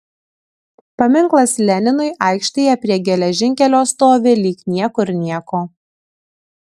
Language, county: Lithuanian, Kaunas